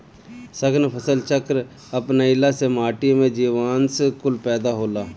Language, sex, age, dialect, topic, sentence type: Bhojpuri, male, 36-40, Northern, agriculture, statement